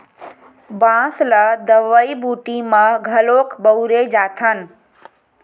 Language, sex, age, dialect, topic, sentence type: Chhattisgarhi, female, 25-30, Western/Budati/Khatahi, agriculture, statement